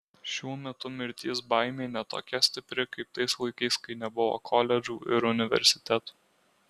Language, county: Lithuanian, Alytus